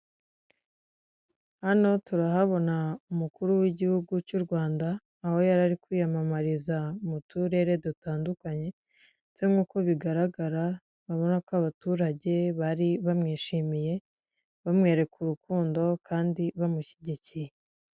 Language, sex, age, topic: Kinyarwanda, female, 25-35, government